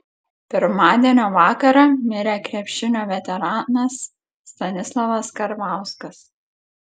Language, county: Lithuanian, Klaipėda